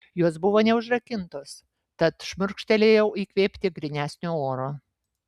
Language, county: Lithuanian, Vilnius